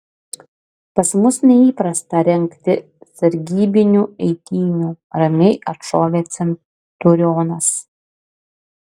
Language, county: Lithuanian, Klaipėda